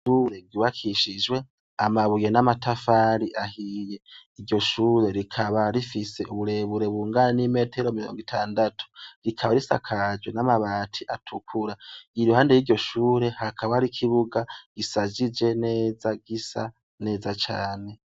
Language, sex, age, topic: Rundi, male, 18-24, education